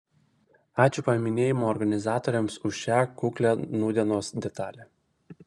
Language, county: Lithuanian, Vilnius